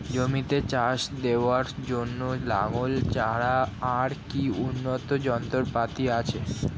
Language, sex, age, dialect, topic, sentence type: Bengali, male, 18-24, Standard Colloquial, agriculture, question